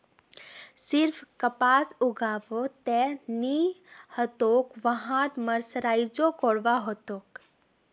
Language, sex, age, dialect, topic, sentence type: Magahi, female, 18-24, Northeastern/Surjapuri, agriculture, statement